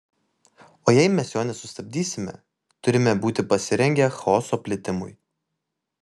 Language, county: Lithuanian, Vilnius